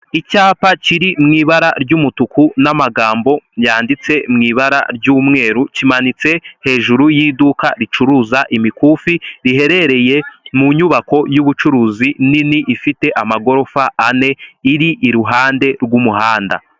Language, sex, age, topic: Kinyarwanda, male, 18-24, finance